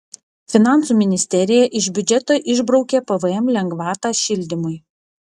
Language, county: Lithuanian, Vilnius